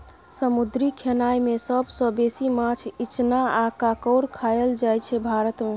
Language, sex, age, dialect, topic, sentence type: Maithili, female, 31-35, Bajjika, agriculture, statement